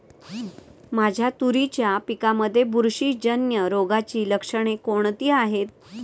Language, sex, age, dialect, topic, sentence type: Marathi, female, 31-35, Standard Marathi, agriculture, question